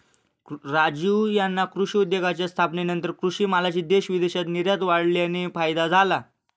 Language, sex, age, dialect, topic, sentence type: Marathi, male, 18-24, Standard Marathi, agriculture, statement